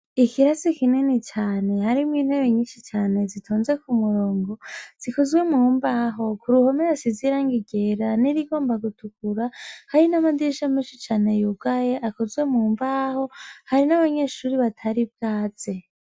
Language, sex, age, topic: Rundi, female, 25-35, education